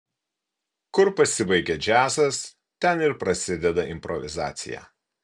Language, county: Lithuanian, Kaunas